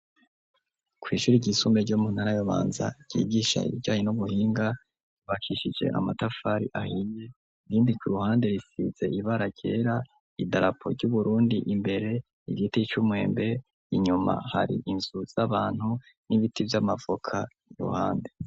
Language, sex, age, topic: Rundi, male, 25-35, education